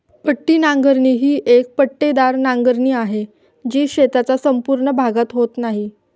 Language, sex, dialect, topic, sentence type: Marathi, female, Standard Marathi, agriculture, statement